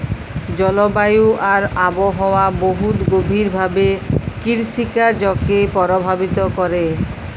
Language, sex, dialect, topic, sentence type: Bengali, female, Jharkhandi, agriculture, statement